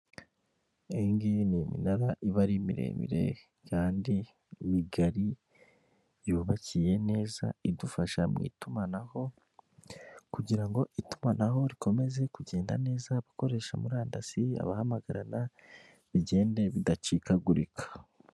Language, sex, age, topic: Kinyarwanda, male, 25-35, government